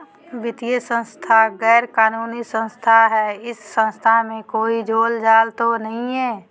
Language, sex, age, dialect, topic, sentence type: Magahi, male, 18-24, Southern, banking, question